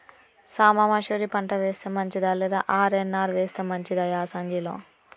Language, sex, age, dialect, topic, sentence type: Telugu, female, 31-35, Telangana, agriculture, question